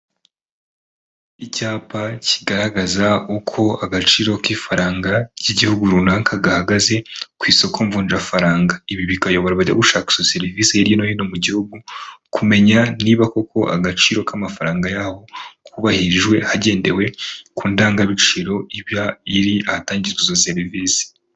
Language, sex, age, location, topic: Kinyarwanda, male, 25-35, Huye, finance